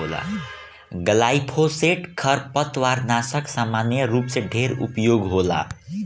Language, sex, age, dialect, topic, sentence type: Bhojpuri, male, 18-24, Northern, agriculture, statement